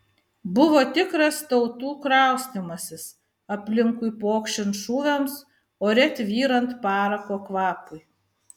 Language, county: Lithuanian, Vilnius